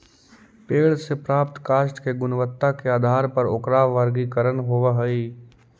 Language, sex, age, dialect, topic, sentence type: Magahi, male, 18-24, Central/Standard, banking, statement